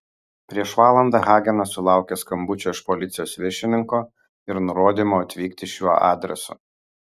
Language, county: Lithuanian, Kaunas